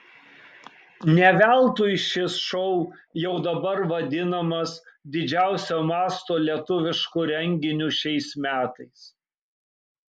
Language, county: Lithuanian, Kaunas